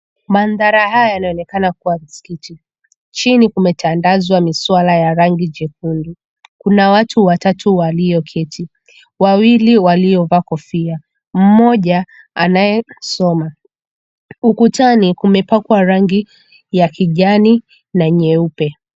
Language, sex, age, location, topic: Swahili, female, 18-24, Mombasa, government